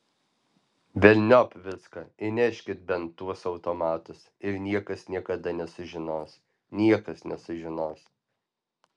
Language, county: Lithuanian, Alytus